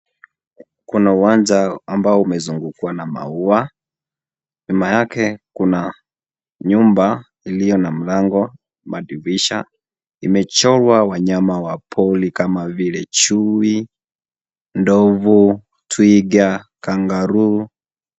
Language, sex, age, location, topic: Swahili, male, 18-24, Kisii, education